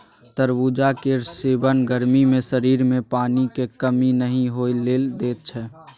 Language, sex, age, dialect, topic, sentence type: Maithili, male, 18-24, Bajjika, agriculture, statement